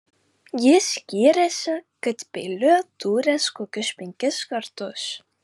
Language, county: Lithuanian, Vilnius